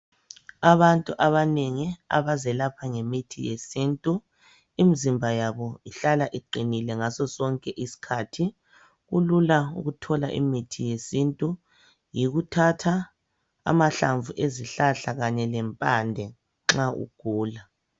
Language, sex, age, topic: North Ndebele, male, 25-35, health